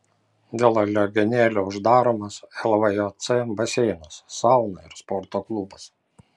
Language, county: Lithuanian, Panevėžys